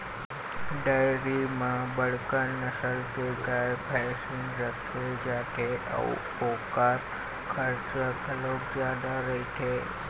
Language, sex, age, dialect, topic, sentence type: Chhattisgarhi, male, 51-55, Eastern, agriculture, statement